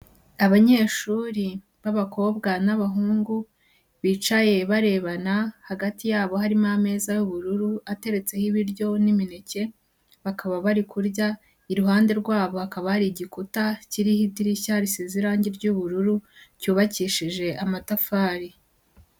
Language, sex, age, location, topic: Kinyarwanda, female, 18-24, Huye, education